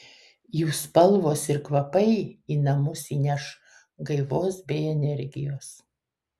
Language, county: Lithuanian, Kaunas